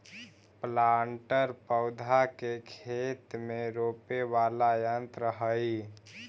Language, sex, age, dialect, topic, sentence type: Magahi, male, 18-24, Central/Standard, banking, statement